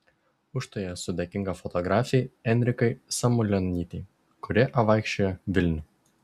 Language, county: Lithuanian, Šiauliai